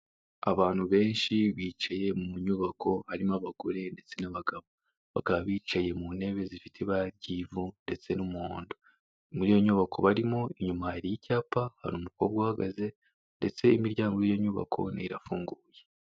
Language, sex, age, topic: Kinyarwanda, male, 18-24, government